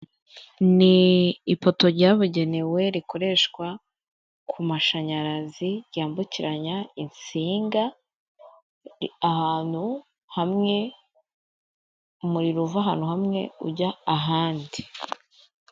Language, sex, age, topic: Kinyarwanda, female, 25-35, government